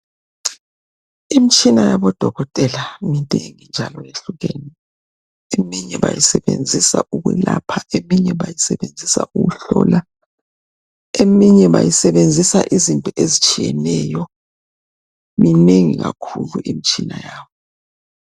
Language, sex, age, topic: North Ndebele, male, 36-49, health